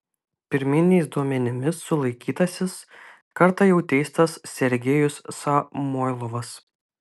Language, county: Lithuanian, Utena